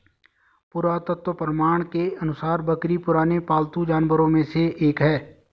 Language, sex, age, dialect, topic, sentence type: Hindi, male, 36-40, Garhwali, agriculture, statement